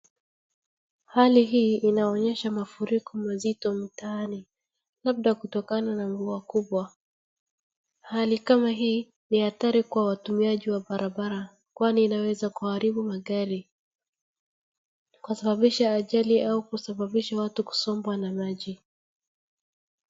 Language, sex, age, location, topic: Swahili, female, 36-49, Wajir, health